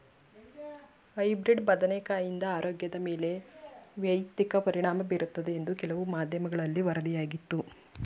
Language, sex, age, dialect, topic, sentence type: Kannada, female, 25-30, Mysore Kannada, agriculture, statement